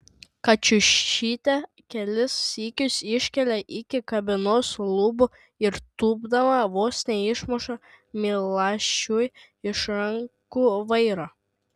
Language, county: Lithuanian, Šiauliai